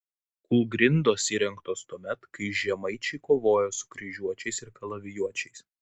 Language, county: Lithuanian, Vilnius